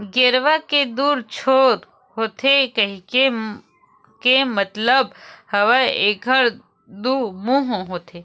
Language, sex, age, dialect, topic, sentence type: Chhattisgarhi, female, 36-40, Western/Budati/Khatahi, agriculture, statement